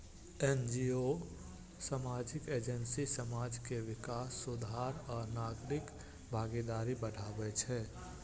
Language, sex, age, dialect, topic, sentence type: Maithili, male, 18-24, Eastern / Thethi, banking, statement